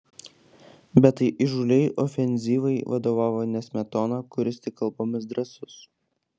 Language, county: Lithuanian, Klaipėda